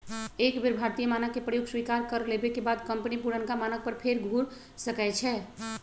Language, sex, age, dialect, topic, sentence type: Magahi, male, 51-55, Western, banking, statement